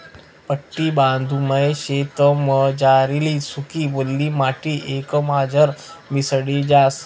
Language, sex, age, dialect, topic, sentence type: Marathi, male, 18-24, Northern Konkan, agriculture, statement